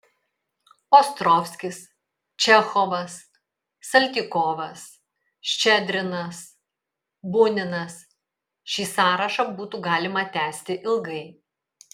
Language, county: Lithuanian, Kaunas